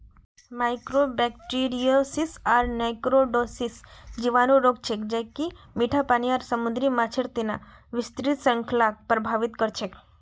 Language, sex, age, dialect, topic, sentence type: Magahi, female, 25-30, Northeastern/Surjapuri, agriculture, statement